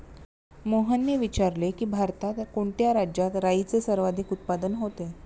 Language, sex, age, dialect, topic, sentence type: Marathi, female, 25-30, Standard Marathi, agriculture, statement